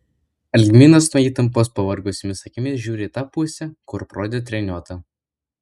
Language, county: Lithuanian, Vilnius